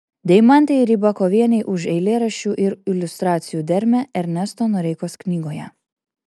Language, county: Lithuanian, Kaunas